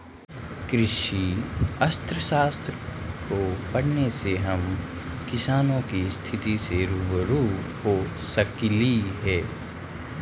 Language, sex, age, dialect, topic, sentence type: Magahi, male, 18-24, Central/Standard, agriculture, statement